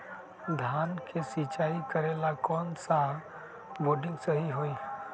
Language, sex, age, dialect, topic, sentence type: Magahi, male, 36-40, Western, agriculture, question